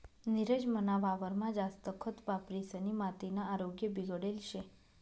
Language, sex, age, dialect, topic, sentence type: Marathi, female, 25-30, Northern Konkan, agriculture, statement